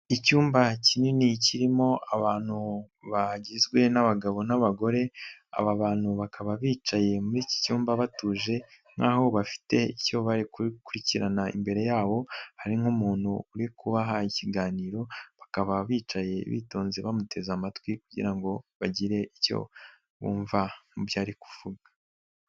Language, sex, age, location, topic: Kinyarwanda, male, 18-24, Nyagatare, government